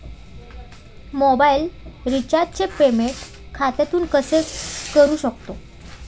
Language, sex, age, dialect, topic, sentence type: Marathi, female, 18-24, Standard Marathi, banking, question